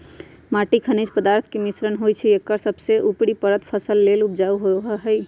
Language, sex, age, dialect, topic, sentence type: Magahi, female, 25-30, Western, agriculture, statement